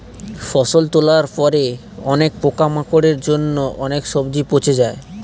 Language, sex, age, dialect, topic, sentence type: Bengali, male, 18-24, Northern/Varendri, agriculture, statement